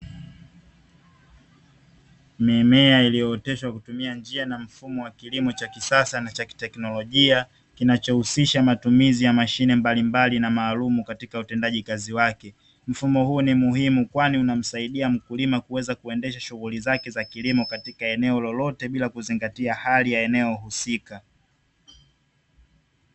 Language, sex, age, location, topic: Swahili, male, 18-24, Dar es Salaam, agriculture